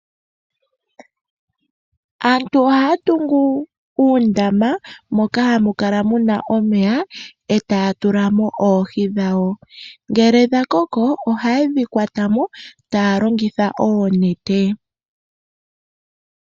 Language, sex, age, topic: Oshiwambo, female, 18-24, agriculture